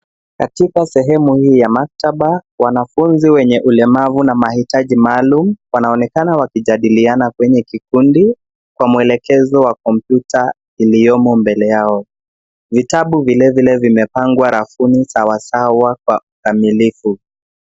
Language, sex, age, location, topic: Swahili, male, 25-35, Nairobi, education